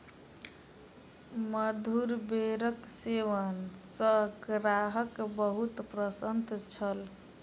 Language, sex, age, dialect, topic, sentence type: Maithili, female, 18-24, Southern/Standard, agriculture, statement